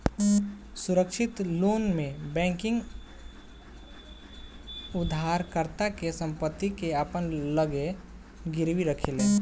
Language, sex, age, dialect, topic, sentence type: Bhojpuri, male, 25-30, Southern / Standard, banking, statement